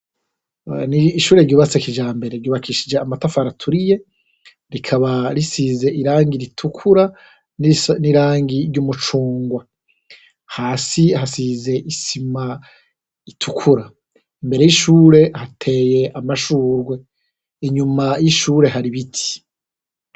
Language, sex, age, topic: Rundi, male, 36-49, education